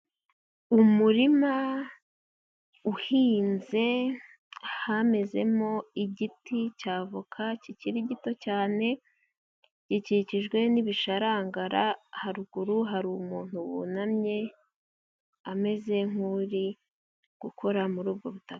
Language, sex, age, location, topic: Kinyarwanda, female, 18-24, Huye, agriculture